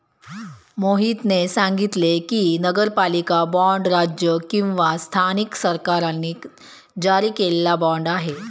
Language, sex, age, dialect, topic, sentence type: Marathi, female, 31-35, Standard Marathi, banking, statement